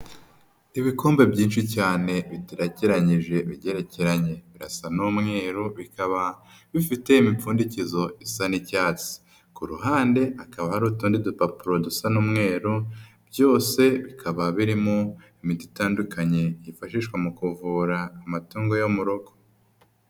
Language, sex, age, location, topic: Kinyarwanda, male, 25-35, Nyagatare, agriculture